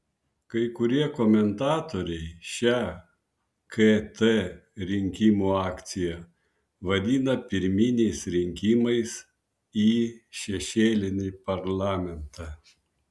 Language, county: Lithuanian, Vilnius